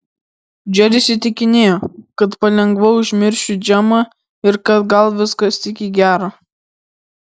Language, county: Lithuanian, Alytus